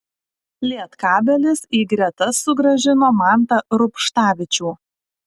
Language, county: Lithuanian, Alytus